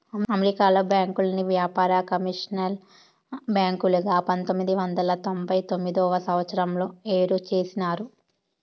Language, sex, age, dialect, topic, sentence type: Telugu, female, 18-24, Southern, banking, statement